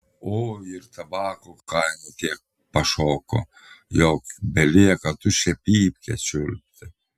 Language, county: Lithuanian, Telšiai